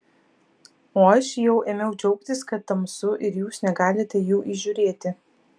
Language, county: Lithuanian, Vilnius